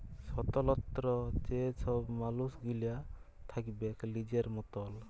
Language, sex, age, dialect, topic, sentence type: Bengali, male, 31-35, Jharkhandi, banking, statement